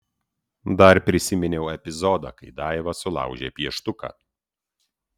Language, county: Lithuanian, Utena